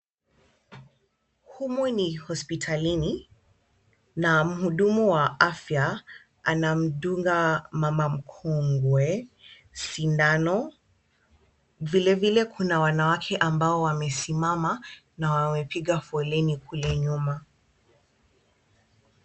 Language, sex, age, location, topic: Swahili, female, 25-35, Kisumu, health